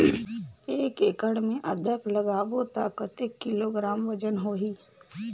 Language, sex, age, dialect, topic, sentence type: Chhattisgarhi, female, 18-24, Northern/Bhandar, agriculture, question